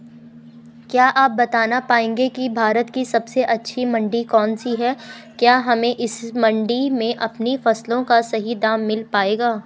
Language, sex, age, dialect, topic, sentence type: Hindi, female, 18-24, Garhwali, agriculture, question